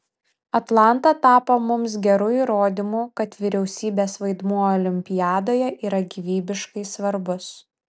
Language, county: Lithuanian, Vilnius